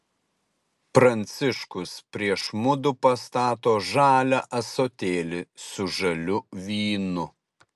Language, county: Lithuanian, Utena